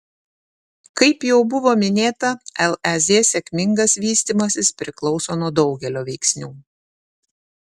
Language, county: Lithuanian, Šiauliai